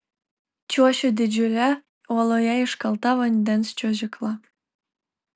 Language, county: Lithuanian, Telšiai